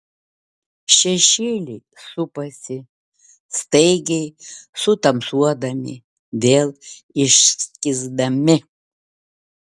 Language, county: Lithuanian, Vilnius